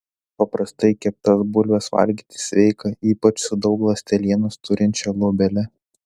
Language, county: Lithuanian, Telšiai